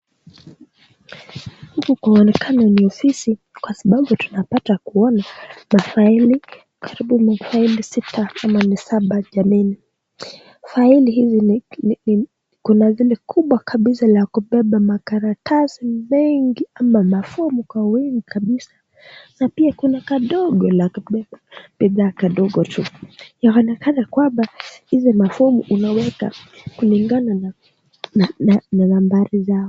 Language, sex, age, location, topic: Swahili, female, 18-24, Nakuru, education